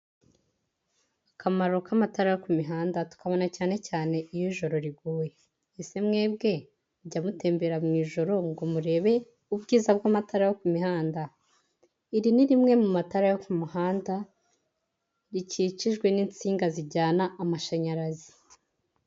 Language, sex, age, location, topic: Kinyarwanda, female, 18-24, Huye, government